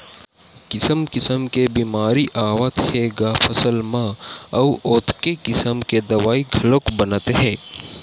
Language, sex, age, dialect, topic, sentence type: Chhattisgarhi, male, 18-24, Western/Budati/Khatahi, agriculture, statement